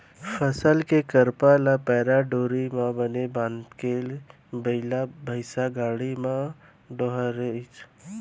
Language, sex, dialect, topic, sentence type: Chhattisgarhi, male, Central, agriculture, statement